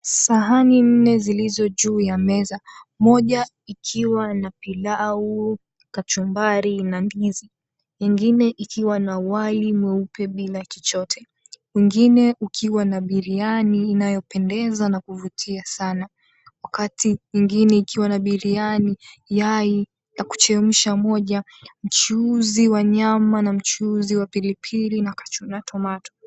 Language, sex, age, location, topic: Swahili, female, 18-24, Mombasa, agriculture